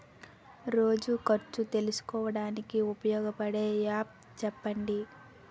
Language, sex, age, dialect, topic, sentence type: Telugu, female, 18-24, Utterandhra, agriculture, question